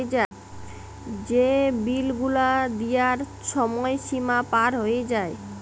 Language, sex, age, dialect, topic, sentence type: Bengali, female, 25-30, Jharkhandi, banking, statement